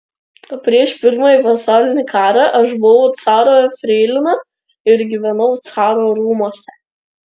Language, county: Lithuanian, Klaipėda